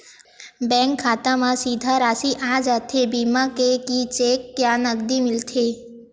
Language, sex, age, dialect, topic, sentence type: Chhattisgarhi, female, 18-24, Western/Budati/Khatahi, banking, question